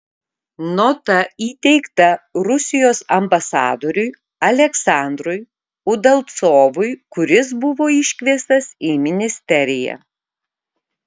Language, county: Lithuanian, Kaunas